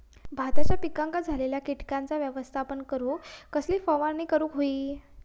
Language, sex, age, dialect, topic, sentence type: Marathi, female, 41-45, Southern Konkan, agriculture, question